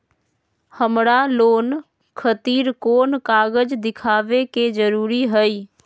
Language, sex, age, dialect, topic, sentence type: Magahi, female, 25-30, Western, banking, statement